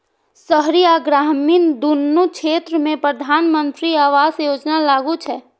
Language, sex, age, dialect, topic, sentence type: Maithili, female, 46-50, Eastern / Thethi, banking, statement